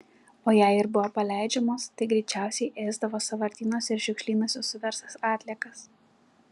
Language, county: Lithuanian, Klaipėda